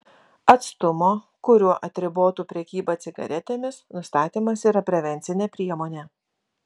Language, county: Lithuanian, Vilnius